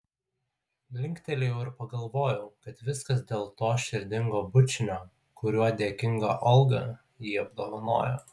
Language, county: Lithuanian, Utena